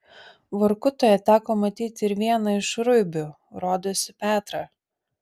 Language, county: Lithuanian, Vilnius